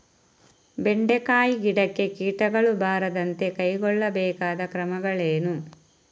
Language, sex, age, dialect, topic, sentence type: Kannada, female, 31-35, Coastal/Dakshin, agriculture, question